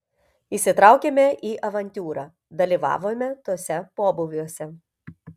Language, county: Lithuanian, Telšiai